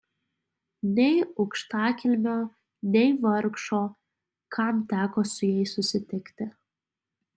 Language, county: Lithuanian, Alytus